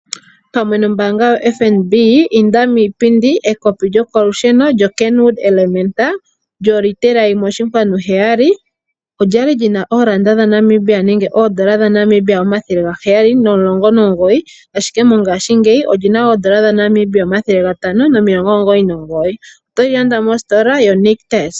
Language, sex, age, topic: Oshiwambo, female, 18-24, finance